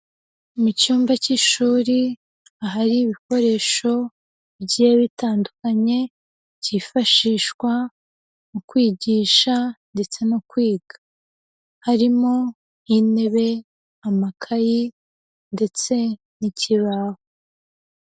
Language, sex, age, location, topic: Kinyarwanda, female, 18-24, Huye, education